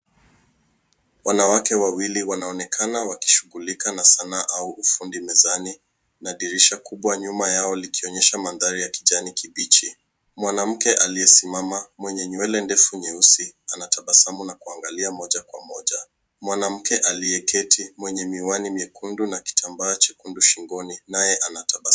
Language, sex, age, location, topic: Swahili, male, 18-24, Nairobi, education